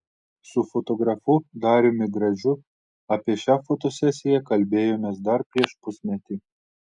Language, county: Lithuanian, Telšiai